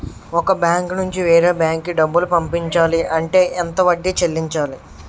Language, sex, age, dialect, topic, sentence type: Telugu, male, 18-24, Utterandhra, banking, question